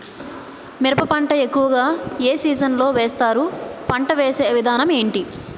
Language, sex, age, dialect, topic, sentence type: Telugu, female, 25-30, Utterandhra, agriculture, question